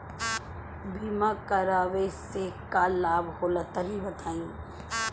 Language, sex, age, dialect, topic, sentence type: Bhojpuri, female, 31-35, Southern / Standard, banking, question